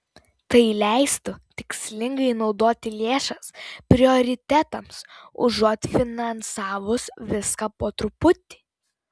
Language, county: Lithuanian, Vilnius